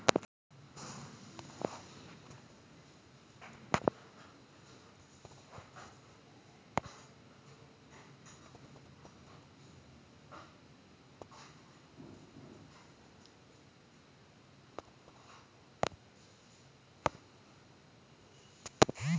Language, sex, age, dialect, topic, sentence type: Kannada, female, 41-45, Mysore Kannada, agriculture, statement